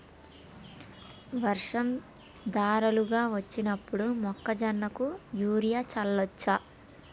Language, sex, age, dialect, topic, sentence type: Telugu, female, 25-30, Telangana, agriculture, question